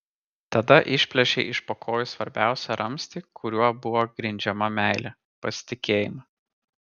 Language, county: Lithuanian, Kaunas